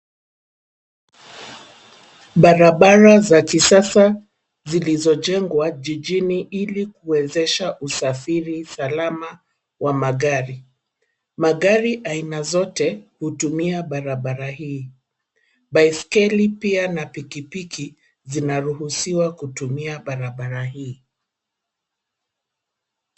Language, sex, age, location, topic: Swahili, female, 50+, Nairobi, government